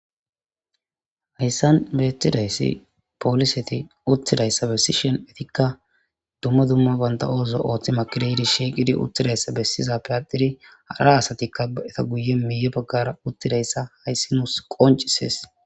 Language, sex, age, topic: Gamo, female, 25-35, government